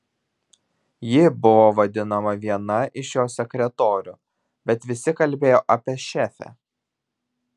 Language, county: Lithuanian, Vilnius